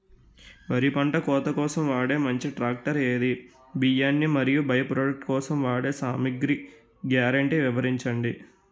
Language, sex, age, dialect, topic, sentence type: Telugu, male, 18-24, Utterandhra, agriculture, question